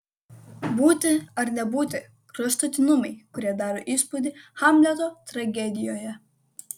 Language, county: Lithuanian, Kaunas